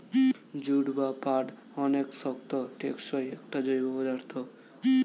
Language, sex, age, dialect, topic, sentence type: Bengali, male, 18-24, Standard Colloquial, agriculture, statement